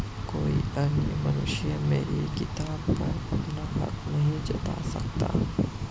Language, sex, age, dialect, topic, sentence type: Hindi, male, 31-35, Marwari Dhudhari, banking, statement